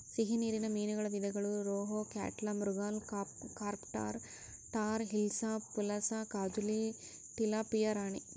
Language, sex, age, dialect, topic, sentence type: Kannada, female, 18-24, Central, agriculture, statement